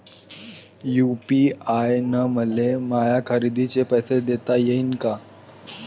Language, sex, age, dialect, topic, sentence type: Marathi, male, 18-24, Varhadi, banking, question